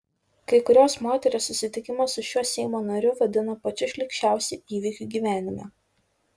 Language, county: Lithuanian, Šiauliai